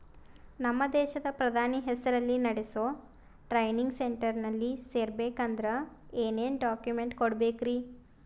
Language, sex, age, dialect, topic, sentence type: Kannada, female, 18-24, Northeastern, banking, question